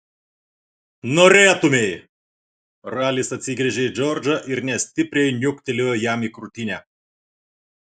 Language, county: Lithuanian, Klaipėda